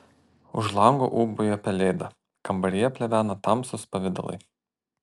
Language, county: Lithuanian, Panevėžys